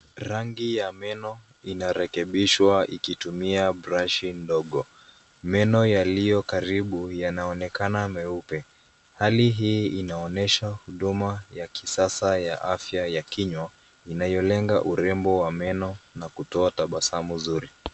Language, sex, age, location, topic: Swahili, male, 18-24, Nairobi, health